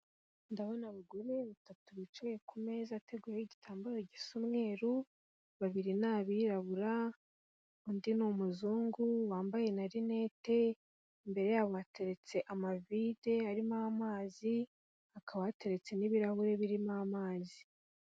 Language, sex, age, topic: Kinyarwanda, female, 18-24, government